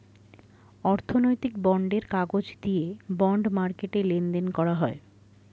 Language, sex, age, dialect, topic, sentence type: Bengali, female, 60-100, Standard Colloquial, banking, statement